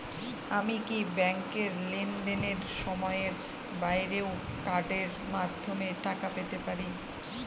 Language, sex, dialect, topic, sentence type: Bengali, female, Northern/Varendri, banking, question